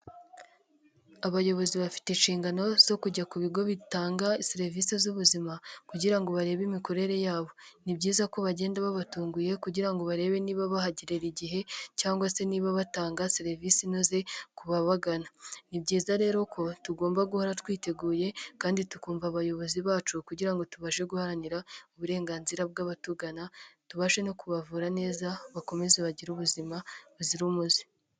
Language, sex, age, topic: Kinyarwanda, female, 18-24, health